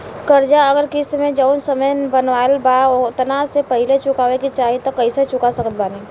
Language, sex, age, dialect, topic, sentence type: Bhojpuri, female, 18-24, Southern / Standard, banking, question